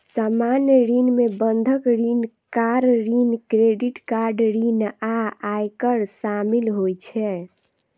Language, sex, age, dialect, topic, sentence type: Maithili, female, 25-30, Eastern / Thethi, banking, statement